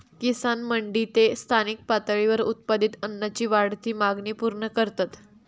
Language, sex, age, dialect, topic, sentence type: Marathi, female, 41-45, Southern Konkan, agriculture, statement